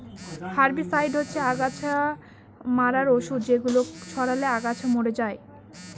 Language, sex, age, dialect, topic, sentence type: Bengali, female, 18-24, Northern/Varendri, agriculture, statement